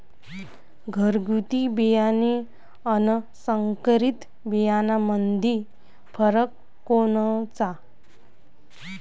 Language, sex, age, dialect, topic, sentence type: Marathi, female, 25-30, Varhadi, agriculture, question